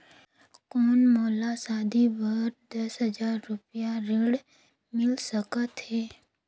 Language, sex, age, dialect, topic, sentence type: Chhattisgarhi, female, 18-24, Northern/Bhandar, banking, question